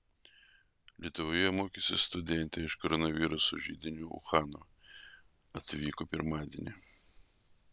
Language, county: Lithuanian, Vilnius